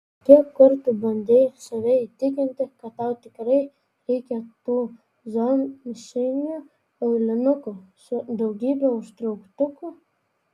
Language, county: Lithuanian, Vilnius